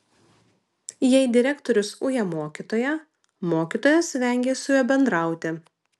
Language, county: Lithuanian, Vilnius